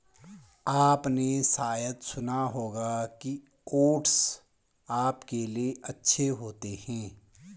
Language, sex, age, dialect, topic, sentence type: Hindi, male, 46-50, Garhwali, agriculture, statement